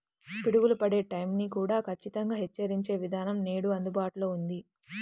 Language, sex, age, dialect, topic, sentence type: Telugu, female, 18-24, Central/Coastal, agriculture, statement